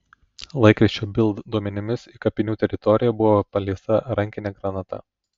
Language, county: Lithuanian, Telšiai